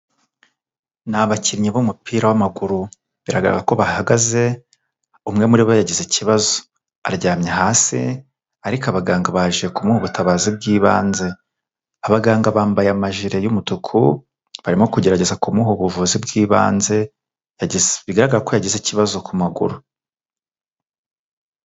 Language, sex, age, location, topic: Kinyarwanda, male, 36-49, Huye, health